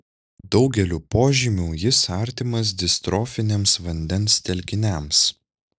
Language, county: Lithuanian, Šiauliai